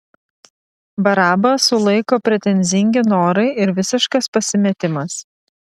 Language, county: Lithuanian, Vilnius